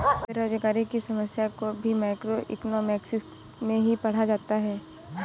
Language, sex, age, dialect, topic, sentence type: Hindi, female, 18-24, Awadhi Bundeli, banking, statement